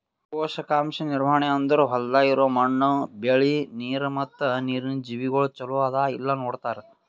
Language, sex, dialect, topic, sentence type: Kannada, male, Northeastern, agriculture, statement